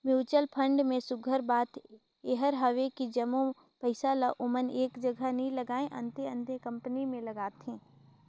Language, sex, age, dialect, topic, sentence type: Chhattisgarhi, female, 18-24, Northern/Bhandar, banking, statement